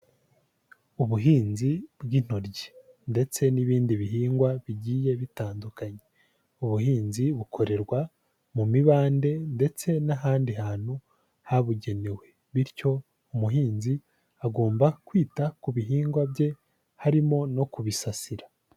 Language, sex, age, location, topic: Kinyarwanda, male, 18-24, Huye, agriculture